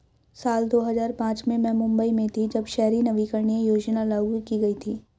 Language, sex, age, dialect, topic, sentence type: Hindi, female, 56-60, Hindustani Malvi Khadi Boli, banking, statement